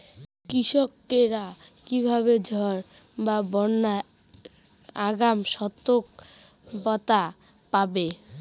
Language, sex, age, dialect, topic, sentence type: Bengali, female, 18-24, Rajbangshi, agriculture, question